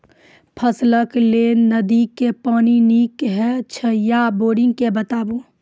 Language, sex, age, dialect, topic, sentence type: Maithili, female, 18-24, Angika, agriculture, question